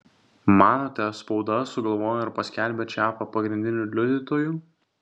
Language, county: Lithuanian, Vilnius